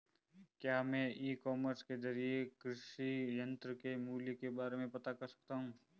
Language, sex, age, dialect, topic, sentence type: Hindi, male, 25-30, Marwari Dhudhari, agriculture, question